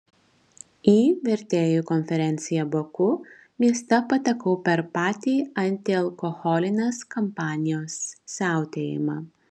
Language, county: Lithuanian, Šiauliai